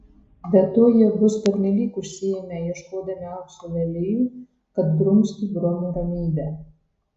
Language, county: Lithuanian, Marijampolė